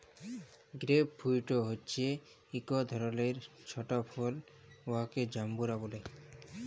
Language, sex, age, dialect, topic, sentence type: Bengali, male, 18-24, Jharkhandi, agriculture, statement